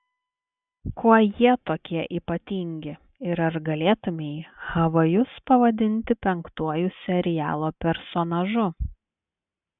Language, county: Lithuanian, Klaipėda